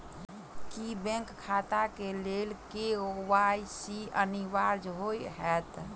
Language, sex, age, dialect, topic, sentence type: Maithili, female, 25-30, Southern/Standard, banking, question